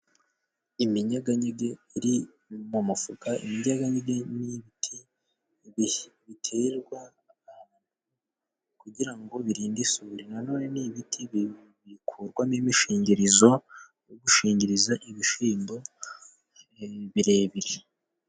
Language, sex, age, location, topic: Kinyarwanda, male, 18-24, Musanze, agriculture